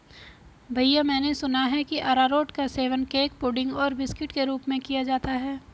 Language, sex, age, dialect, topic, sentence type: Hindi, female, 25-30, Hindustani Malvi Khadi Boli, agriculture, statement